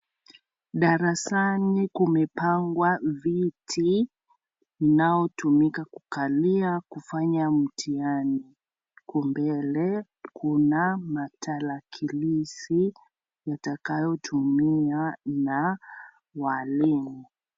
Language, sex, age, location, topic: Swahili, female, 25-35, Kisii, education